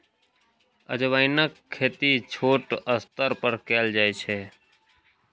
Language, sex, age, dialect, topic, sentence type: Maithili, male, 31-35, Eastern / Thethi, agriculture, statement